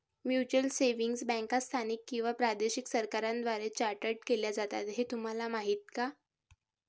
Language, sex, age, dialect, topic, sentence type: Marathi, male, 18-24, Varhadi, banking, statement